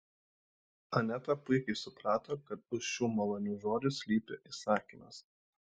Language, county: Lithuanian, Šiauliai